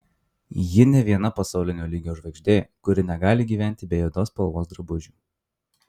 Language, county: Lithuanian, Marijampolė